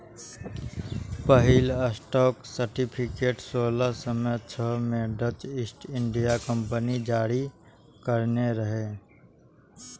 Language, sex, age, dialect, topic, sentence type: Maithili, male, 18-24, Eastern / Thethi, banking, statement